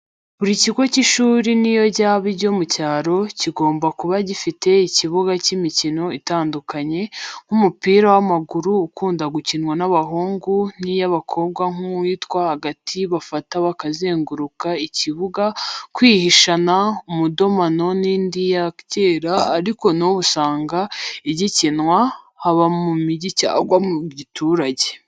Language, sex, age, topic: Kinyarwanda, female, 25-35, education